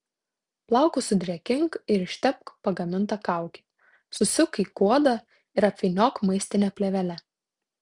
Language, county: Lithuanian, Tauragė